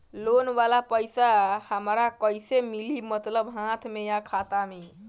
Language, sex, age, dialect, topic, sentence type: Bhojpuri, male, 18-24, Northern, banking, question